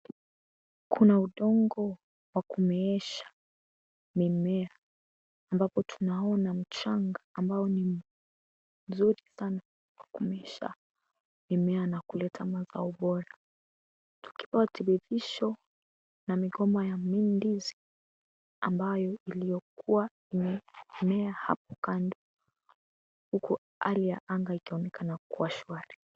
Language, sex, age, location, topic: Swahili, female, 18-24, Kisii, agriculture